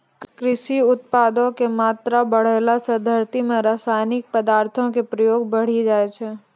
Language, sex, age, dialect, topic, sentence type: Maithili, female, 18-24, Angika, agriculture, statement